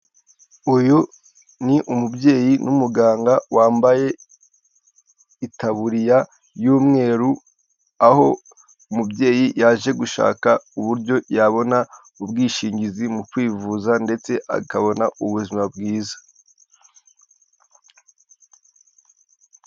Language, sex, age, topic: Kinyarwanda, male, 18-24, finance